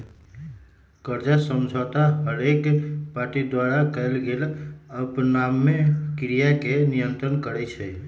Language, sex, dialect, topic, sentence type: Magahi, male, Western, banking, statement